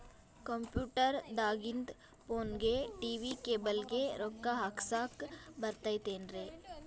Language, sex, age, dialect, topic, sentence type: Kannada, female, 18-24, Dharwad Kannada, banking, question